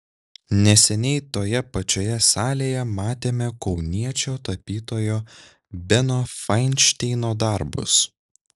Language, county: Lithuanian, Šiauliai